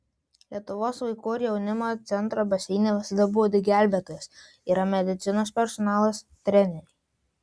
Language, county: Lithuanian, Vilnius